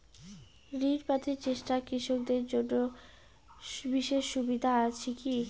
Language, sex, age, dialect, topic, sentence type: Bengali, female, 18-24, Rajbangshi, agriculture, statement